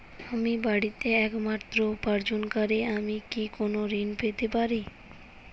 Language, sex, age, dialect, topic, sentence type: Bengali, female, 18-24, Jharkhandi, banking, question